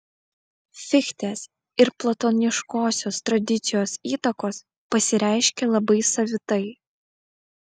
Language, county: Lithuanian, Vilnius